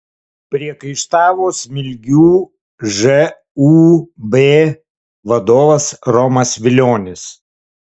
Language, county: Lithuanian, Kaunas